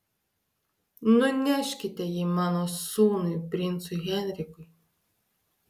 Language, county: Lithuanian, Klaipėda